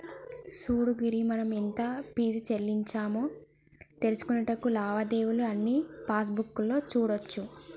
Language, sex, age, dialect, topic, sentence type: Telugu, female, 25-30, Telangana, banking, statement